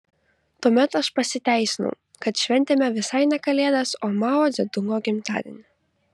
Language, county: Lithuanian, Kaunas